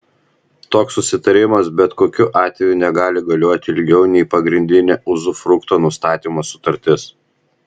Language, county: Lithuanian, Vilnius